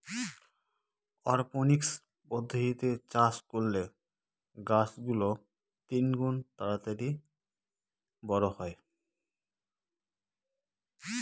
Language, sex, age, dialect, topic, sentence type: Bengali, male, 31-35, Northern/Varendri, agriculture, statement